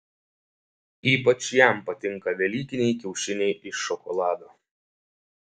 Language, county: Lithuanian, Šiauliai